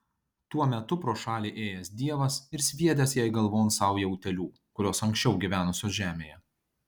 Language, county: Lithuanian, Kaunas